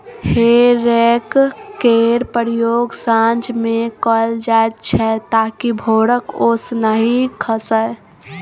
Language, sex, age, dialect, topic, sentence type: Maithili, female, 18-24, Bajjika, agriculture, statement